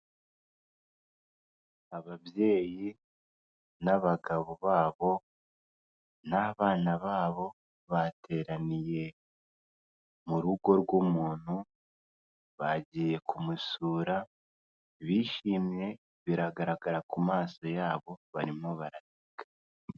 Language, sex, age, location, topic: Kinyarwanda, male, 18-24, Kigali, health